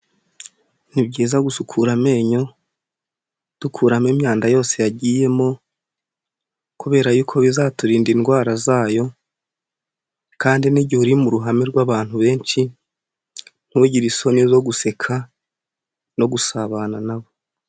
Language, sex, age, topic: Kinyarwanda, male, 18-24, health